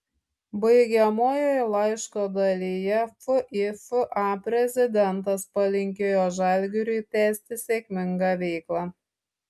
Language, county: Lithuanian, Šiauliai